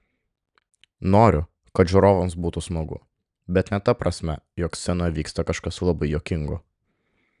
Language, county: Lithuanian, Klaipėda